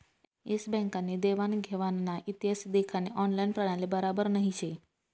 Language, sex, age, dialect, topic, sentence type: Marathi, female, 25-30, Northern Konkan, banking, statement